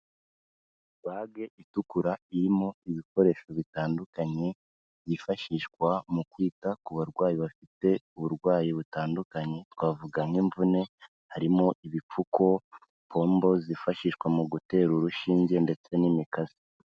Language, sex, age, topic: Kinyarwanda, female, 18-24, health